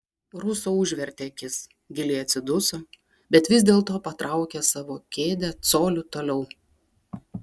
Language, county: Lithuanian, Klaipėda